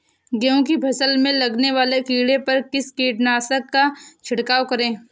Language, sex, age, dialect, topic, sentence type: Hindi, male, 25-30, Kanauji Braj Bhasha, agriculture, question